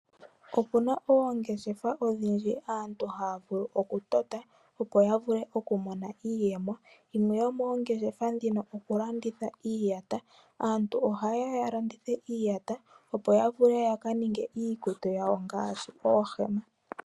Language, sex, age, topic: Oshiwambo, female, 18-24, finance